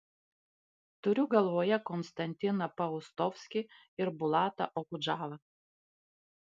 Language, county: Lithuanian, Panevėžys